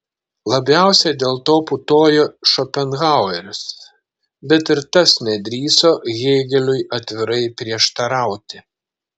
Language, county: Lithuanian, Šiauliai